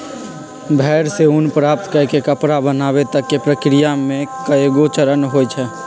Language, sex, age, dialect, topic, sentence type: Magahi, male, 46-50, Western, agriculture, statement